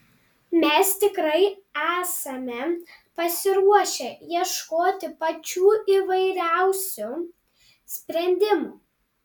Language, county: Lithuanian, Panevėžys